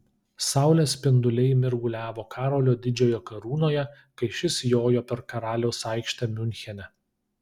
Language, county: Lithuanian, Kaunas